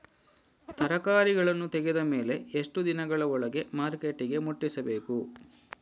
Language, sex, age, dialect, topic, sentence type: Kannada, male, 56-60, Coastal/Dakshin, agriculture, question